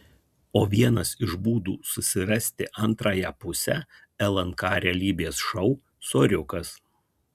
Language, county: Lithuanian, Kaunas